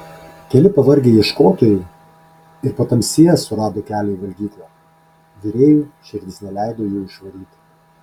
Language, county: Lithuanian, Kaunas